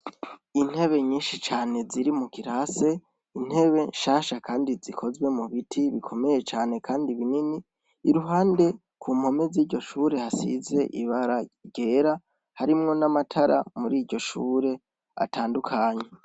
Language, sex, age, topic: Rundi, female, 18-24, education